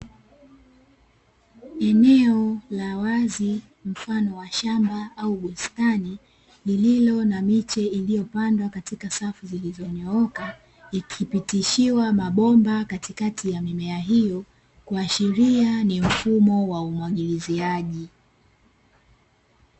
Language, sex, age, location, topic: Swahili, female, 18-24, Dar es Salaam, agriculture